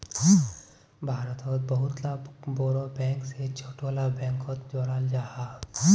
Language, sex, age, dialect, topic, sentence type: Magahi, male, 18-24, Northeastern/Surjapuri, banking, statement